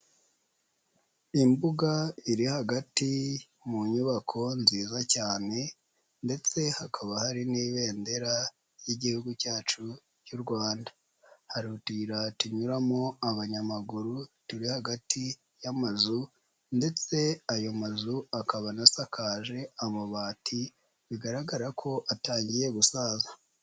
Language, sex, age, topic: Kinyarwanda, female, 25-35, education